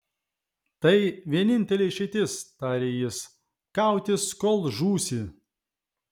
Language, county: Lithuanian, Vilnius